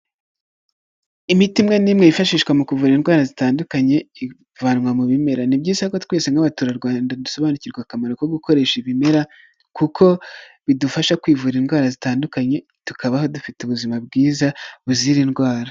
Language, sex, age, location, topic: Kinyarwanda, male, 25-35, Huye, health